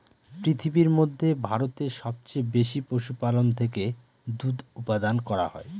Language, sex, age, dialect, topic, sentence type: Bengali, male, 36-40, Northern/Varendri, agriculture, statement